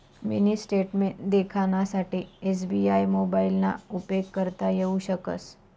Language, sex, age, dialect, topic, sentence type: Marathi, female, 25-30, Northern Konkan, banking, statement